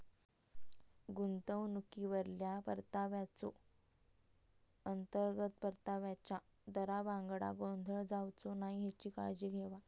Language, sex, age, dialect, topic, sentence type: Marathi, female, 25-30, Southern Konkan, banking, statement